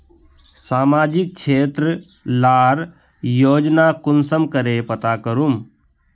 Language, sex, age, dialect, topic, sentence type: Magahi, male, 18-24, Northeastern/Surjapuri, banking, question